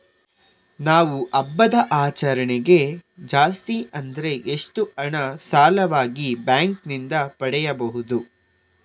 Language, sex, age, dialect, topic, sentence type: Kannada, male, 18-24, Coastal/Dakshin, banking, question